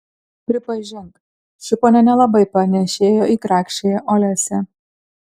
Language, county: Lithuanian, Kaunas